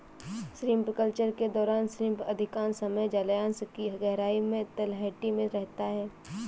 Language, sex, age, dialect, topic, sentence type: Hindi, female, 18-24, Awadhi Bundeli, agriculture, statement